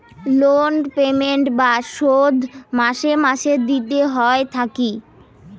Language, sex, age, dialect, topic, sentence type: Bengali, female, 18-24, Rajbangshi, banking, statement